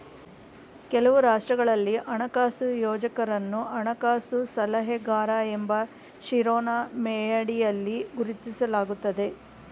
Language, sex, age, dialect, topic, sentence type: Kannada, female, 51-55, Mysore Kannada, banking, statement